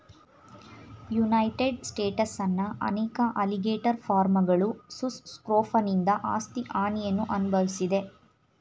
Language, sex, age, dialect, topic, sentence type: Kannada, female, 25-30, Mysore Kannada, agriculture, statement